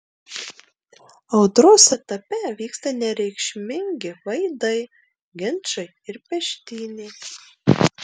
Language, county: Lithuanian, Marijampolė